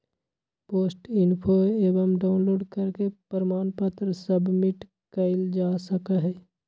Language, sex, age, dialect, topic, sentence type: Magahi, male, 25-30, Western, banking, statement